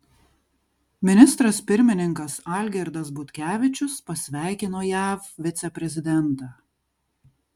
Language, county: Lithuanian, Kaunas